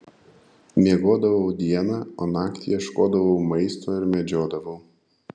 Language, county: Lithuanian, Panevėžys